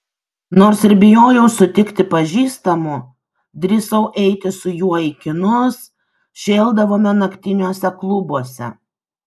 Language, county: Lithuanian, Kaunas